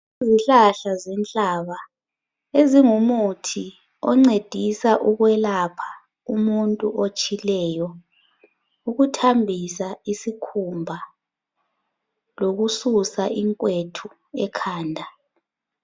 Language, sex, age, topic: North Ndebele, female, 25-35, health